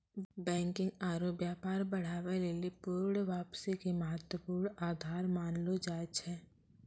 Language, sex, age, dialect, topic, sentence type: Maithili, male, 25-30, Angika, banking, statement